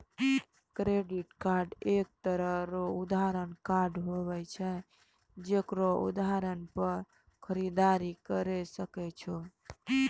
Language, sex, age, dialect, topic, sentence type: Maithili, female, 18-24, Angika, banking, statement